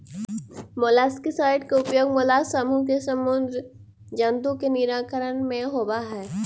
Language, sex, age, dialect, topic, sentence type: Magahi, female, 18-24, Central/Standard, banking, statement